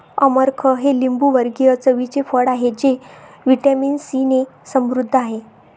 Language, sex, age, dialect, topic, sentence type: Marathi, female, 31-35, Varhadi, agriculture, statement